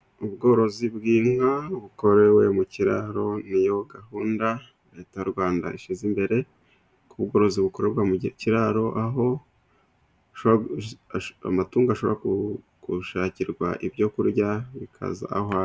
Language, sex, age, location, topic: Kinyarwanda, male, 36-49, Musanze, agriculture